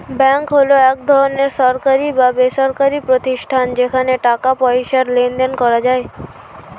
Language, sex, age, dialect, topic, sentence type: Bengali, female, 18-24, Standard Colloquial, banking, statement